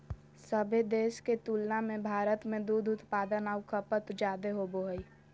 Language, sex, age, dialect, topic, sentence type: Magahi, female, 18-24, Southern, agriculture, statement